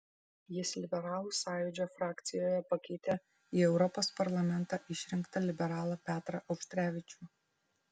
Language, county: Lithuanian, Vilnius